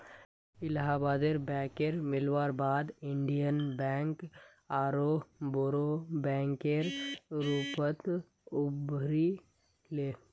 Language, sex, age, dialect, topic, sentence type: Magahi, male, 18-24, Northeastern/Surjapuri, banking, statement